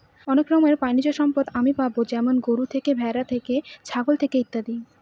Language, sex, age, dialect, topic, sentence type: Bengali, female, 18-24, Northern/Varendri, agriculture, statement